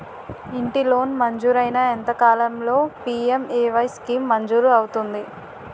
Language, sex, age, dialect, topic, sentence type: Telugu, female, 18-24, Utterandhra, banking, question